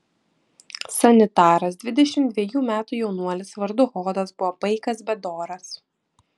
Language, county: Lithuanian, Vilnius